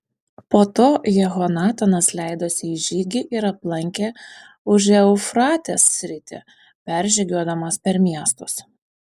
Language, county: Lithuanian, Panevėžys